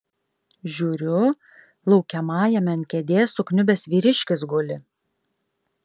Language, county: Lithuanian, Kaunas